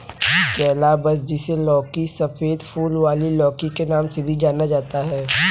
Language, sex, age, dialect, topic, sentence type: Hindi, male, 18-24, Kanauji Braj Bhasha, agriculture, statement